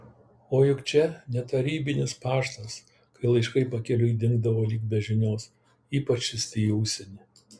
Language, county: Lithuanian, Kaunas